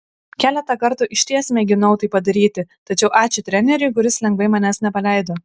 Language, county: Lithuanian, Kaunas